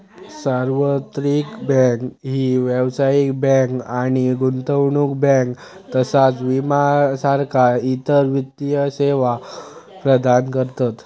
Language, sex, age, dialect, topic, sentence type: Marathi, male, 25-30, Southern Konkan, banking, statement